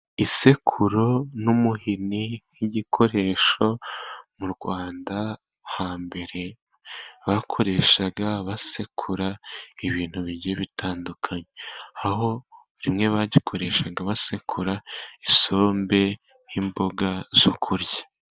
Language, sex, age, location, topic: Kinyarwanda, male, 18-24, Musanze, government